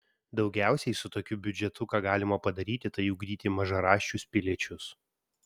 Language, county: Lithuanian, Vilnius